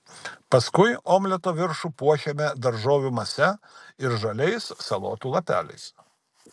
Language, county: Lithuanian, Kaunas